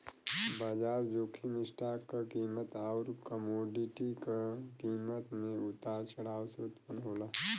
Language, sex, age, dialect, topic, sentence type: Bhojpuri, male, 25-30, Western, banking, statement